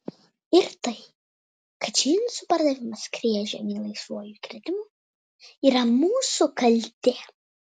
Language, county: Lithuanian, Vilnius